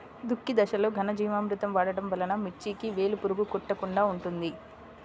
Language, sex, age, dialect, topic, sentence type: Telugu, female, 25-30, Central/Coastal, agriculture, question